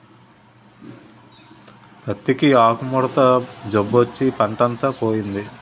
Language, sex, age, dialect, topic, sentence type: Telugu, male, 36-40, Utterandhra, agriculture, statement